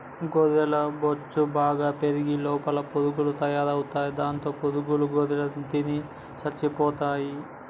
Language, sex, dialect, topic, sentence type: Telugu, male, Telangana, agriculture, statement